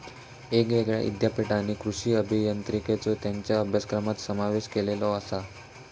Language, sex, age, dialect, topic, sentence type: Marathi, male, 18-24, Southern Konkan, agriculture, statement